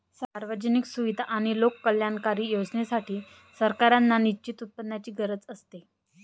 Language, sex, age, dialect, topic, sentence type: Marathi, female, 25-30, Varhadi, banking, statement